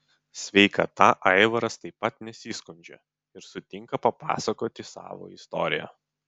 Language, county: Lithuanian, Vilnius